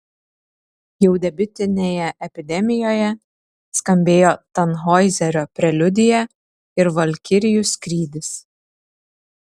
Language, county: Lithuanian, Šiauliai